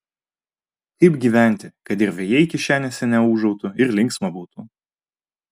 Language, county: Lithuanian, Vilnius